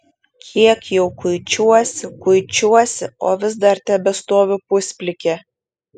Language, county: Lithuanian, Šiauliai